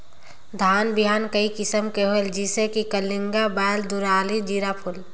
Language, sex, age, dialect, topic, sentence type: Chhattisgarhi, female, 18-24, Northern/Bhandar, agriculture, question